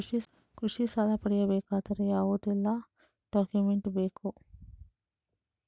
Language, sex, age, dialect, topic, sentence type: Kannada, female, 18-24, Coastal/Dakshin, banking, question